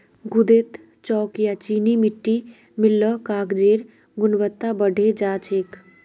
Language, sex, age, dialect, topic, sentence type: Magahi, female, 36-40, Northeastern/Surjapuri, agriculture, statement